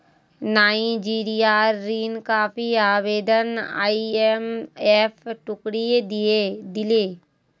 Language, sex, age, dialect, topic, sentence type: Magahi, female, 18-24, Northeastern/Surjapuri, banking, statement